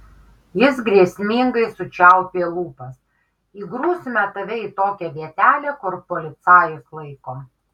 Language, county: Lithuanian, Kaunas